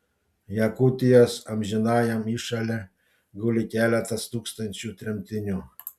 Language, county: Lithuanian, Panevėžys